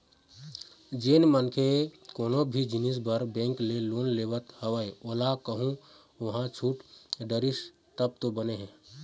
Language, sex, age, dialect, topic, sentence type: Chhattisgarhi, male, 18-24, Eastern, banking, statement